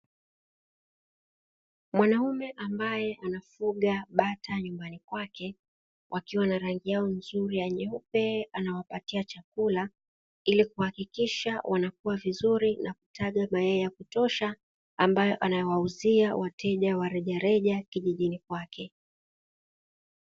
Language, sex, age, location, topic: Swahili, female, 36-49, Dar es Salaam, agriculture